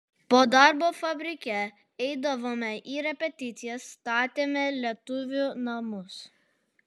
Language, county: Lithuanian, Utena